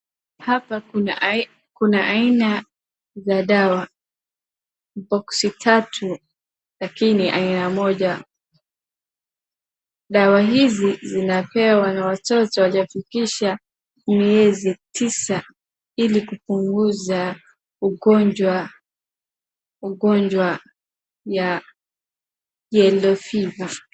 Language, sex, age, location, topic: Swahili, female, 36-49, Wajir, health